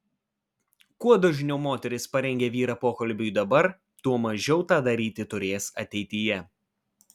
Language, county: Lithuanian, Vilnius